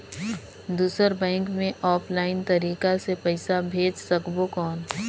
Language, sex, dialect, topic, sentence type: Chhattisgarhi, female, Northern/Bhandar, banking, question